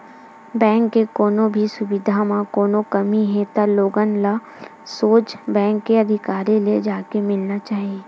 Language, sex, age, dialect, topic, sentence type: Chhattisgarhi, female, 18-24, Western/Budati/Khatahi, banking, statement